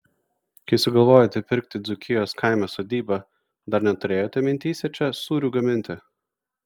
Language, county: Lithuanian, Vilnius